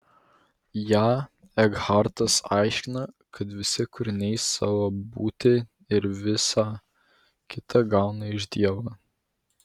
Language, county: Lithuanian, Vilnius